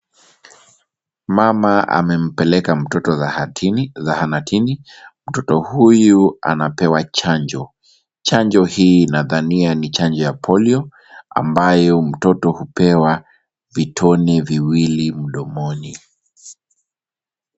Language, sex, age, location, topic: Swahili, male, 25-35, Kisumu, health